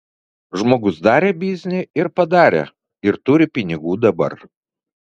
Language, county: Lithuanian, Vilnius